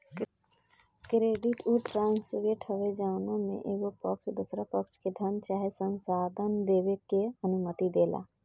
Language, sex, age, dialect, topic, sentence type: Bhojpuri, female, 25-30, Southern / Standard, banking, statement